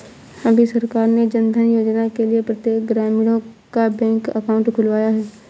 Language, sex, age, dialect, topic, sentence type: Hindi, female, 56-60, Awadhi Bundeli, banking, statement